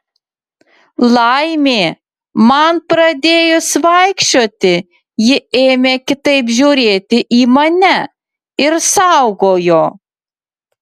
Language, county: Lithuanian, Utena